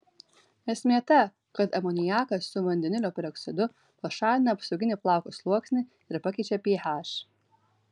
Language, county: Lithuanian, Vilnius